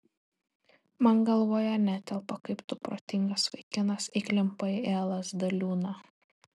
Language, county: Lithuanian, Telšiai